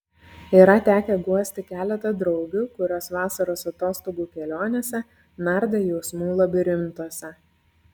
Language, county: Lithuanian, Klaipėda